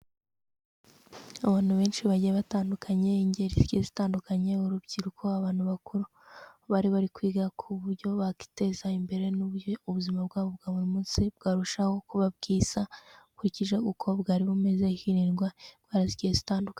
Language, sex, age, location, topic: Kinyarwanda, female, 18-24, Kigali, health